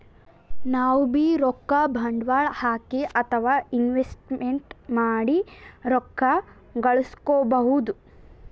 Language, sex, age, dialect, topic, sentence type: Kannada, male, 18-24, Northeastern, banking, statement